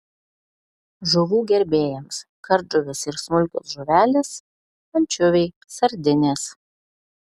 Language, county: Lithuanian, Klaipėda